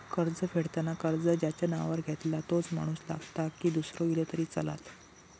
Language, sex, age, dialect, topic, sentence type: Marathi, male, 18-24, Southern Konkan, banking, question